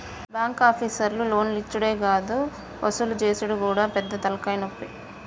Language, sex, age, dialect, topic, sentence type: Telugu, female, 25-30, Telangana, banking, statement